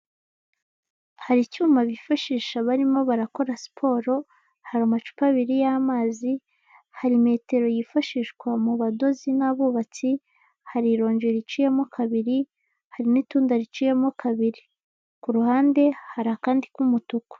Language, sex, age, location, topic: Kinyarwanda, female, 25-35, Kigali, health